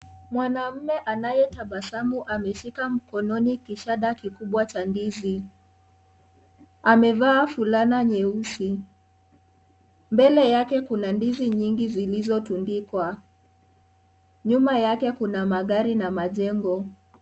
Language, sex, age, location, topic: Swahili, female, 36-49, Kisii, agriculture